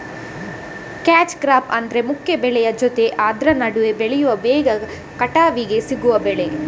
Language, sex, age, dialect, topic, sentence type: Kannada, female, 18-24, Coastal/Dakshin, agriculture, statement